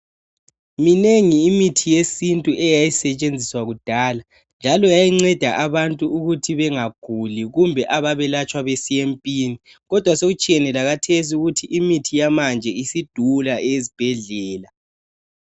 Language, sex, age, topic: North Ndebele, male, 18-24, health